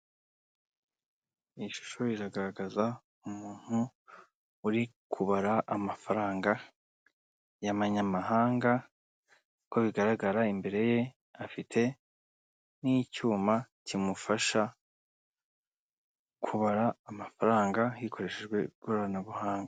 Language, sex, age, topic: Kinyarwanda, male, 25-35, finance